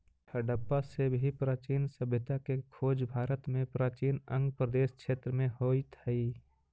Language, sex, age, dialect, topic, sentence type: Magahi, male, 25-30, Central/Standard, agriculture, statement